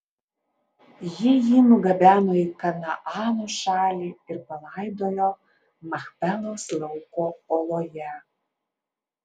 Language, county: Lithuanian, Alytus